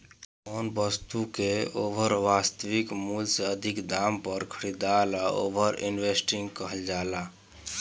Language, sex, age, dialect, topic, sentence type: Bhojpuri, male, 18-24, Southern / Standard, banking, statement